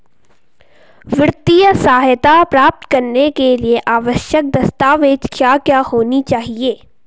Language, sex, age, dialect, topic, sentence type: Hindi, female, 18-24, Garhwali, agriculture, question